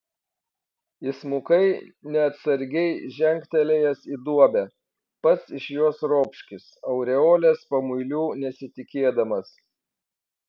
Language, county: Lithuanian, Vilnius